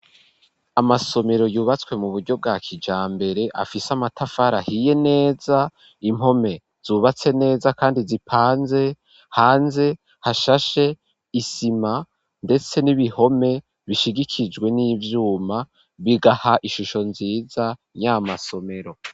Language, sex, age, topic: Rundi, male, 18-24, education